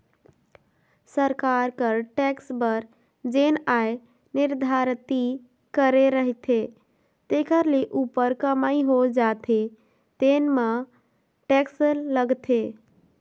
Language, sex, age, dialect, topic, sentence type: Chhattisgarhi, female, 25-30, Northern/Bhandar, banking, statement